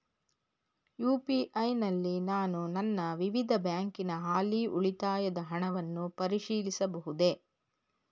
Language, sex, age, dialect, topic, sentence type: Kannada, female, 51-55, Mysore Kannada, banking, question